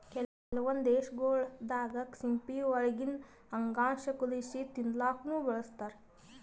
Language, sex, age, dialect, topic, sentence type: Kannada, female, 18-24, Northeastern, agriculture, statement